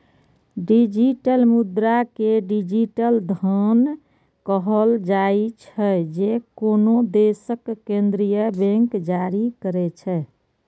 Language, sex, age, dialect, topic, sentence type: Maithili, female, 18-24, Eastern / Thethi, banking, statement